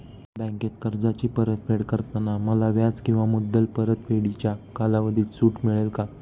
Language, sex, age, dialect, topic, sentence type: Marathi, male, 25-30, Northern Konkan, banking, question